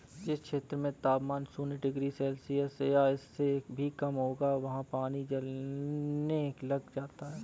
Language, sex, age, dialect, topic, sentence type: Hindi, male, 25-30, Kanauji Braj Bhasha, agriculture, statement